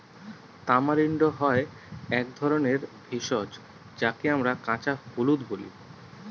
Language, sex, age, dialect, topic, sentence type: Bengali, male, 31-35, Northern/Varendri, agriculture, statement